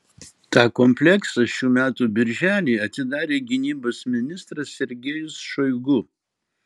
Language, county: Lithuanian, Marijampolė